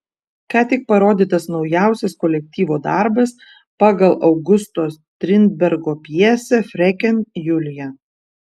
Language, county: Lithuanian, Vilnius